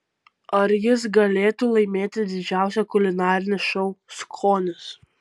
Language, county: Lithuanian, Kaunas